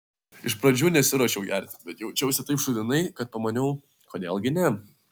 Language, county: Lithuanian, Vilnius